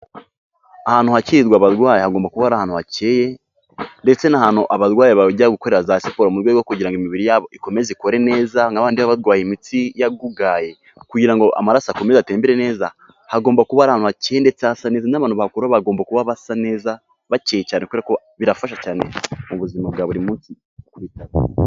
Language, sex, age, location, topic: Kinyarwanda, male, 18-24, Kigali, health